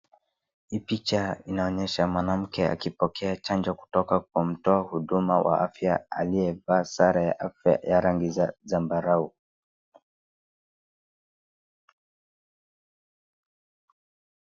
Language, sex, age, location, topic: Swahili, male, 36-49, Wajir, health